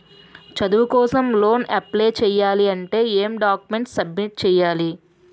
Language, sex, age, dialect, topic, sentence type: Telugu, female, 18-24, Utterandhra, banking, question